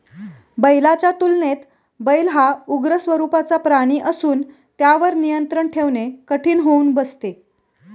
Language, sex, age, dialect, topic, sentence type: Marathi, female, 31-35, Standard Marathi, agriculture, statement